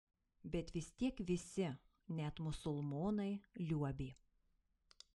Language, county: Lithuanian, Marijampolė